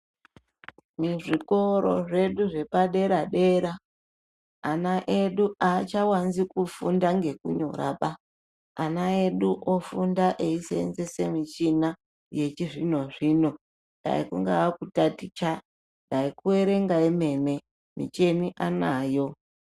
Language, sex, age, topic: Ndau, female, 36-49, education